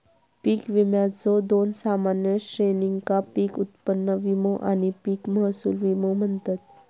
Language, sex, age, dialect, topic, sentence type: Marathi, female, 31-35, Southern Konkan, banking, statement